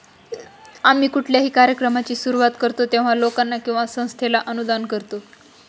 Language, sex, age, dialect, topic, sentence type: Marathi, female, 25-30, Northern Konkan, banking, statement